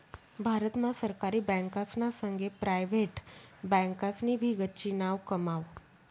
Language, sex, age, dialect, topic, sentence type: Marathi, female, 25-30, Northern Konkan, banking, statement